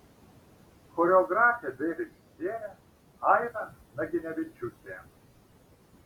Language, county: Lithuanian, Šiauliai